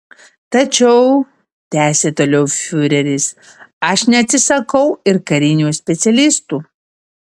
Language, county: Lithuanian, Panevėžys